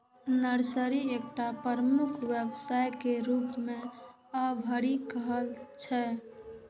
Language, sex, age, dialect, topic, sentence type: Maithili, female, 46-50, Eastern / Thethi, agriculture, statement